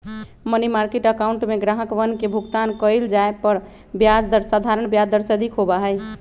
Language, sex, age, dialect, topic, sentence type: Magahi, female, 25-30, Western, banking, statement